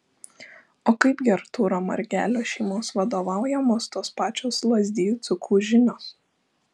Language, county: Lithuanian, Šiauliai